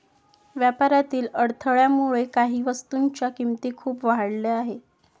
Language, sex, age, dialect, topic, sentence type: Marathi, female, 18-24, Varhadi, banking, statement